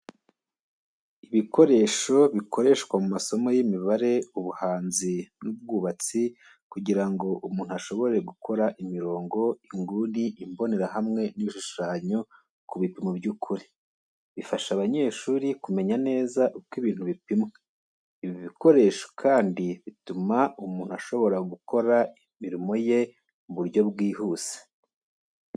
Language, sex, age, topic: Kinyarwanda, male, 25-35, education